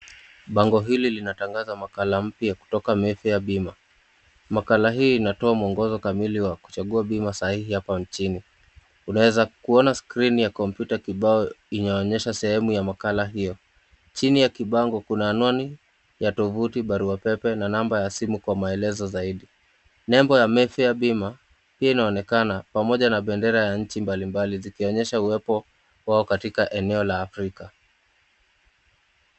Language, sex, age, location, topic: Swahili, male, 25-35, Nakuru, finance